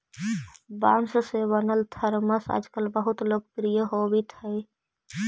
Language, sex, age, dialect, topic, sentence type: Magahi, female, 18-24, Central/Standard, banking, statement